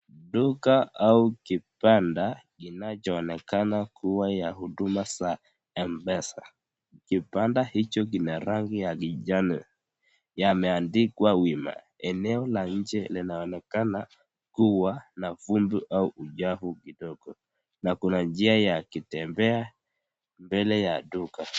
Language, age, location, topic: Swahili, 25-35, Nakuru, finance